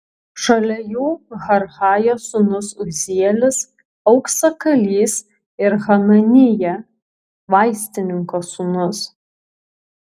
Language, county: Lithuanian, Kaunas